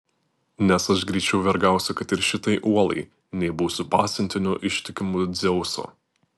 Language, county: Lithuanian, Utena